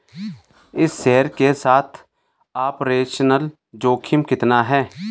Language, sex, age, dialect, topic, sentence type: Hindi, male, 36-40, Garhwali, banking, statement